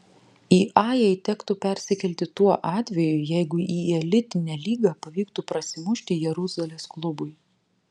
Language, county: Lithuanian, Vilnius